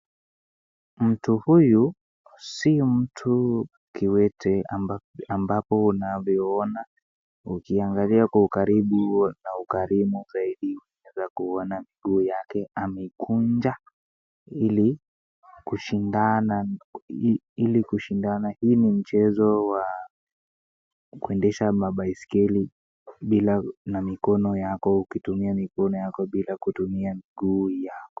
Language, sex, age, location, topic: Swahili, female, 36-49, Nakuru, education